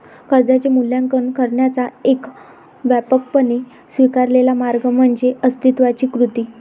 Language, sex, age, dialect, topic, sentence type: Marathi, female, 25-30, Varhadi, banking, statement